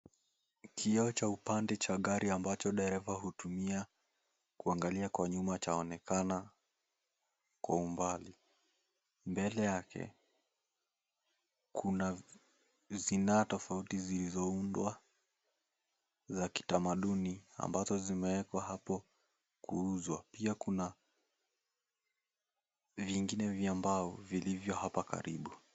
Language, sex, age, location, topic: Swahili, male, 18-24, Mombasa, government